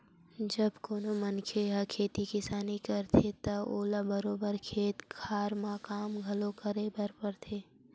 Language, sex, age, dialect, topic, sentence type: Chhattisgarhi, female, 18-24, Western/Budati/Khatahi, agriculture, statement